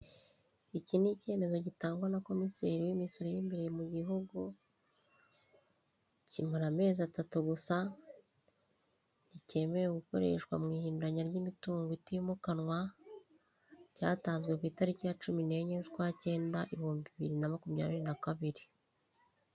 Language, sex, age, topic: Kinyarwanda, female, 36-49, finance